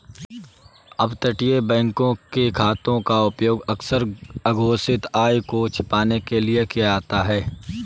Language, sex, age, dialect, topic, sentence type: Hindi, male, 18-24, Awadhi Bundeli, banking, statement